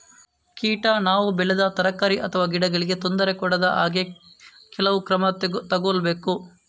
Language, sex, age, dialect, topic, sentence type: Kannada, male, 18-24, Coastal/Dakshin, agriculture, statement